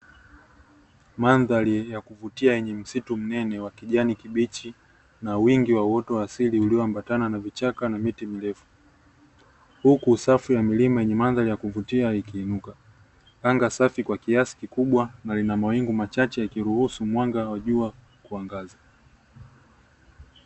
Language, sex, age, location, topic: Swahili, male, 18-24, Dar es Salaam, agriculture